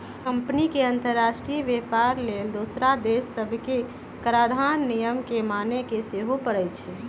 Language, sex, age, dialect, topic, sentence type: Magahi, female, 31-35, Western, banking, statement